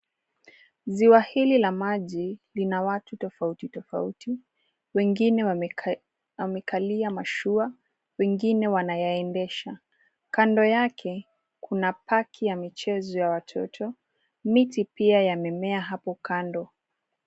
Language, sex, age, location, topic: Swahili, female, 25-35, Nairobi, government